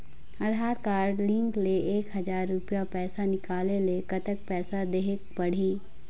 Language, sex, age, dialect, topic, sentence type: Chhattisgarhi, female, 25-30, Eastern, banking, question